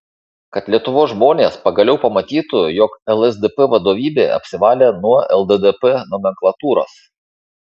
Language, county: Lithuanian, Šiauliai